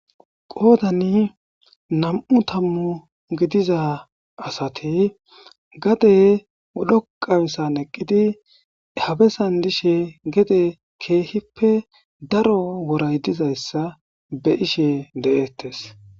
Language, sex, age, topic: Gamo, male, 25-35, agriculture